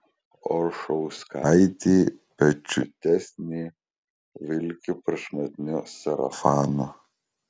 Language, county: Lithuanian, Kaunas